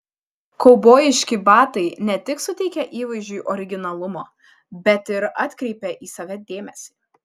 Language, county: Lithuanian, Šiauliai